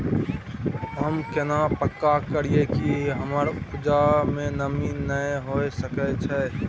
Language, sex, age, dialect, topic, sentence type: Maithili, male, 18-24, Bajjika, agriculture, question